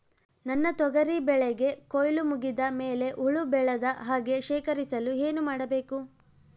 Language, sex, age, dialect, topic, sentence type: Kannada, female, 18-24, Central, agriculture, question